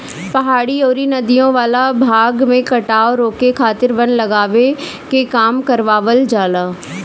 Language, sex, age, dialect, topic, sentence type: Bhojpuri, female, 18-24, Northern, agriculture, statement